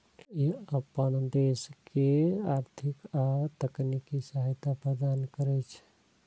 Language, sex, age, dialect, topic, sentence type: Maithili, male, 36-40, Eastern / Thethi, banking, statement